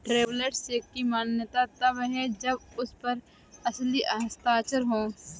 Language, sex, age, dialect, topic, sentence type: Hindi, female, 18-24, Awadhi Bundeli, banking, statement